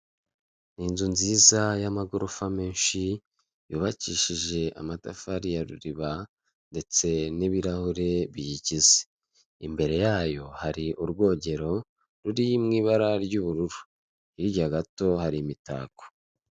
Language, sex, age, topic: Kinyarwanda, male, 25-35, finance